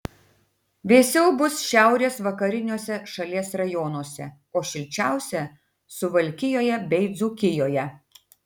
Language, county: Lithuanian, Tauragė